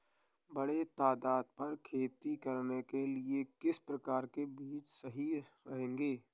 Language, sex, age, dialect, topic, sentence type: Hindi, male, 18-24, Awadhi Bundeli, agriculture, statement